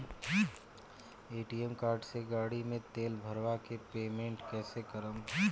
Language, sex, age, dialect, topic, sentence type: Bhojpuri, male, 18-24, Southern / Standard, banking, question